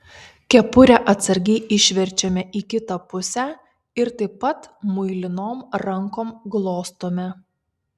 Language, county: Lithuanian, Kaunas